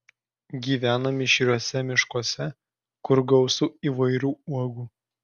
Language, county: Lithuanian, Klaipėda